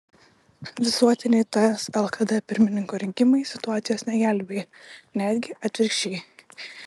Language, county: Lithuanian, Utena